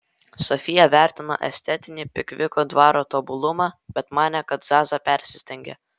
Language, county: Lithuanian, Vilnius